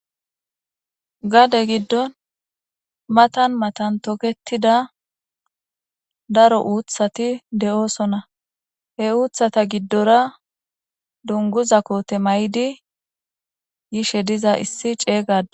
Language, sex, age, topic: Gamo, female, 18-24, government